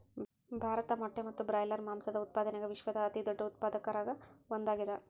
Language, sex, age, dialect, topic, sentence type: Kannada, female, 56-60, Central, agriculture, statement